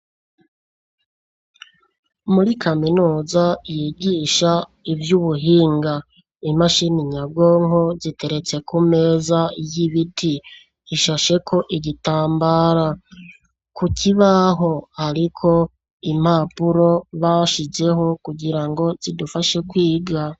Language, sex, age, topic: Rundi, male, 36-49, education